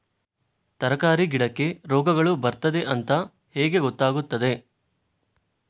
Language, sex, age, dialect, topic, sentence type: Kannada, male, 18-24, Coastal/Dakshin, agriculture, question